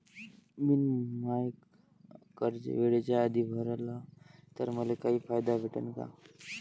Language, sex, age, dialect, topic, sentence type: Marathi, male, 18-24, Varhadi, banking, question